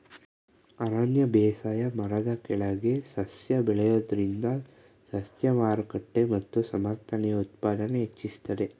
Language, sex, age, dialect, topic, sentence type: Kannada, male, 18-24, Mysore Kannada, agriculture, statement